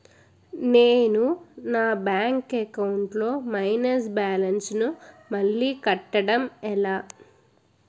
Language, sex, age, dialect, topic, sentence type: Telugu, female, 18-24, Utterandhra, banking, question